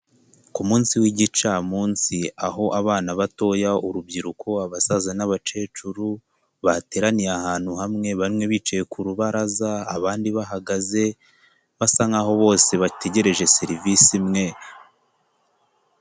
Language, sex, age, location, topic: Kinyarwanda, male, 18-24, Huye, health